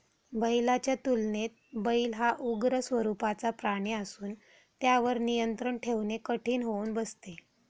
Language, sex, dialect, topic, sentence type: Marathi, female, Standard Marathi, agriculture, statement